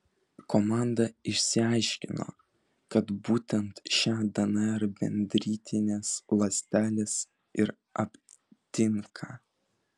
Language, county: Lithuanian, Vilnius